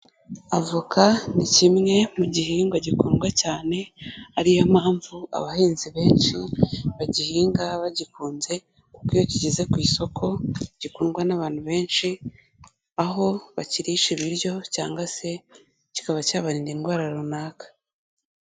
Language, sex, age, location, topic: Kinyarwanda, female, 18-24, Kigali, agriculture